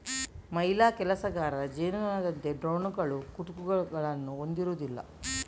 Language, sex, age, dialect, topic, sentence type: Kannada, female, 60-100, Coastal/Dakshin, agriculture, statement